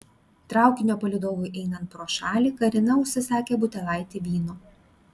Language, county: Lithuanian, Klaipėda